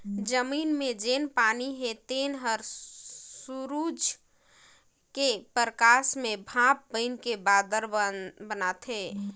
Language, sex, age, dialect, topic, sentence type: Chhattisgarhi, female, 18-24, Northern/Bhandar, agriculture, statement